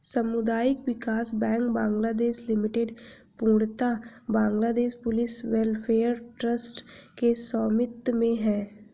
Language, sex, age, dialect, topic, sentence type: Hindi, female, 18-24, Hindustani Malvi Khadi Boli, banking, statement